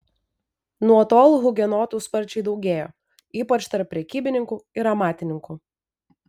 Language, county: Lithuanian, Vilnius